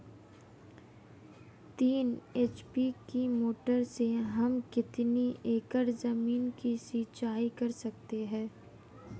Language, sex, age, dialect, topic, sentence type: Hindi, female, 25-30, Marwari Dhudhari, agriculture, question